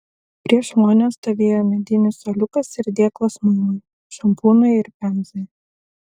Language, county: Lithuanian, Vilnius